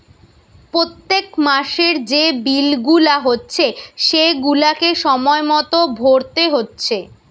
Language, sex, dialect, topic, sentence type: Bengali, female, Western, banking, statement